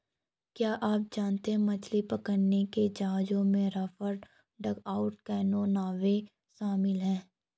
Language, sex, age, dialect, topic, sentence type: Hindi, female, 18-24, Garhwali, agriculture, statement